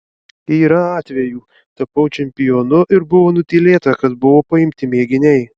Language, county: Lithuanian, Kaunas